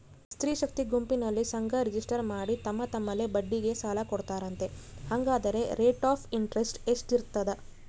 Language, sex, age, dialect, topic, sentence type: Kannada, female, 25-30, Central, banking, question